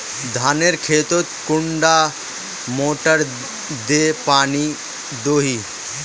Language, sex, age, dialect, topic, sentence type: Magahi, male, 18-24, Northeastern/Surjapuri, agriculture, question